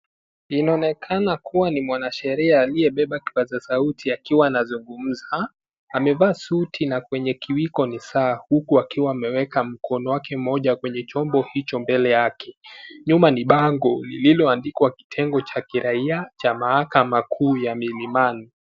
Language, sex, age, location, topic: Swahili, male, 18-24, Nakuru, government